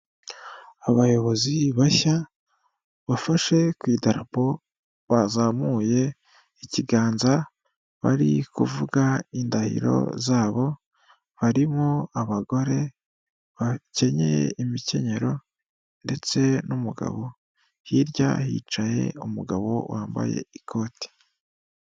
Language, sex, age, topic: Kinyarwanda, female, 36-49, government